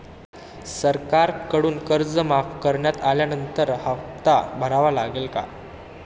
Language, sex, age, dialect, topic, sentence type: Marathi, male, 18-24, Standard Marathi, banking, question